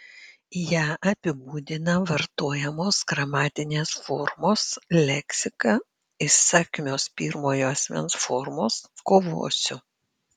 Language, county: Lithuanian, Panevėžys